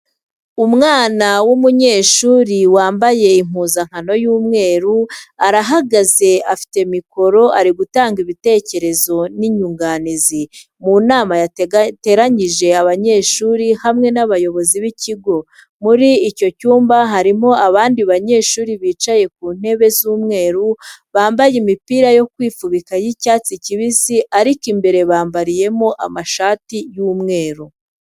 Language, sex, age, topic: Kinyarwanda, female, 25-35, education